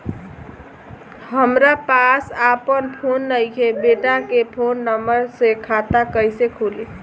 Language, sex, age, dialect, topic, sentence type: Bhojpuri, female, 18-24, Southern / Standard, banking, question